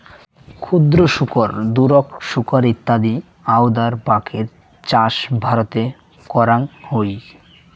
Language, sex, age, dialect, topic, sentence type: Bengali, male, 18-24, Rajbangshi, agriculture, statement